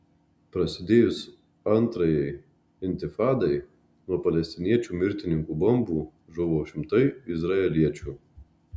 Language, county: Lithuanian, Marijampolė